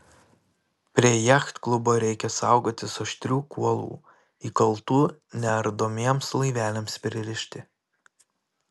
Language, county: Lithuanian, Panevėžys